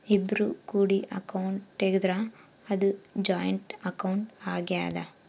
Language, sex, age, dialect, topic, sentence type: Kannada, female, 18-24, Central, banking, statement